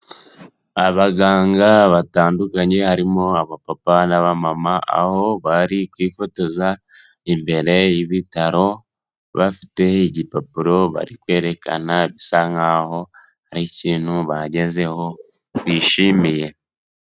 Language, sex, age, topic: Kinyarwanda, male, 18-24, health